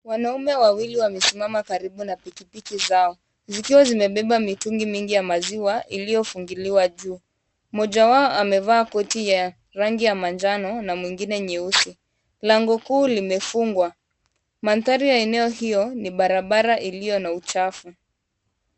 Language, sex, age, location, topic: Swahili, female, 18-24, Kisumu, agriculture